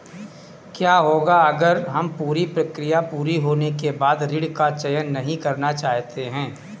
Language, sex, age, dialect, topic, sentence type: Hindi, male, 18-24, Awadhi Bundeli, banking, question